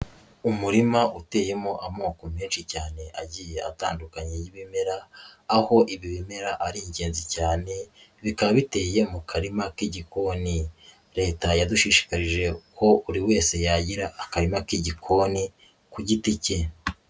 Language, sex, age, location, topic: Kinyarwanda, female, 18-24, Huye, agriculture